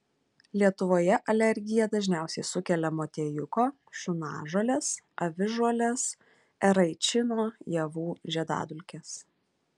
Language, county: Lithuanian, Klaipėda